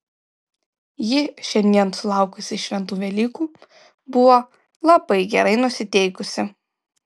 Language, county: Lithuanian, Kaunas